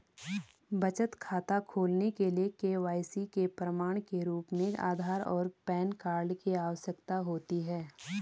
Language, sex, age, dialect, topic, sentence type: Hindi, female, 25-30, Garhwali, banking, statement